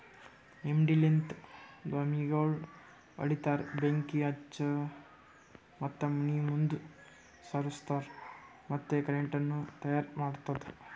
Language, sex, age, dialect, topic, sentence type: Kannada, male, 18-24, Northeastern, agriculture, statement